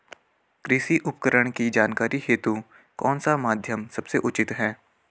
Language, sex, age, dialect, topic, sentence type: Hindi, male, 18-24, Garhwali, agriculture, question